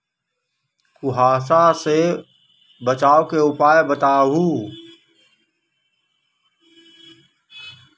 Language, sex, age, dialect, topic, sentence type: Magahi, male, 18-24, Western, agriculture, question